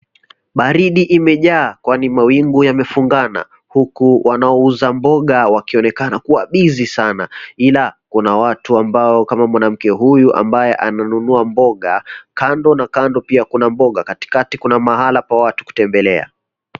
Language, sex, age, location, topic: Swahili, male, 25-35, Mombasa, finance